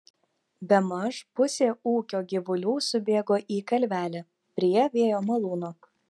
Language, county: Lithuanian, Telšiai